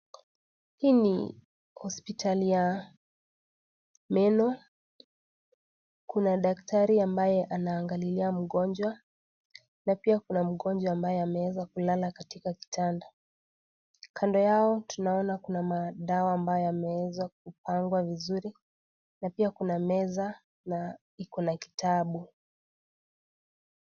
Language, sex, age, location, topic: Swahili, female, 18-24, Kisii, health